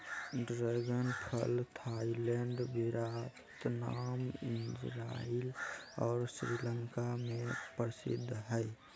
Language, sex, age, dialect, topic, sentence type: Magahi, male, 18-24, Southern, agriculture, statement